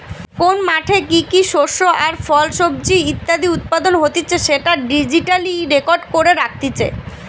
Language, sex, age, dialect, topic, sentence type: Bengali, female, 25-30, Western, agriculture, statement